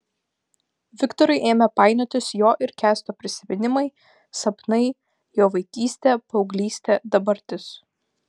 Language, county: Lithuanian, Vilnius